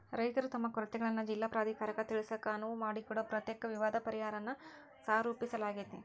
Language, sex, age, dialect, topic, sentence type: Kannada, female, 31-35, Dharwad Kannada, agriculture, statement